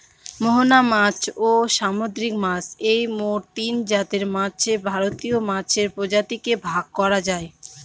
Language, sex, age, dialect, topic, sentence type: Bengali, female, 25-30, Northern/Varendri, agriculture, statement